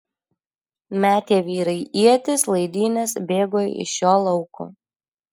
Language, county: Lithuanian, Alytus